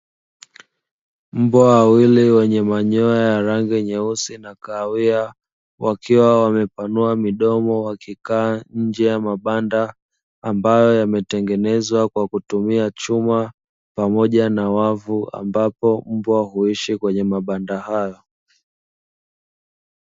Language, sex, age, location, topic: Swahili, male, 25-35, Dar es Salaam, agriculture